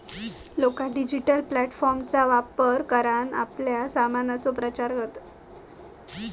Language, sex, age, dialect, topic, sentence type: Marathi, female, 18-24, Southern Konkan, banking, statement